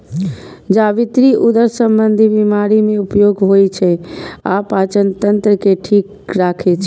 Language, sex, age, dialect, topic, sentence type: Maithili, female, 25-30, Eastern / Thethi, agriculture, statement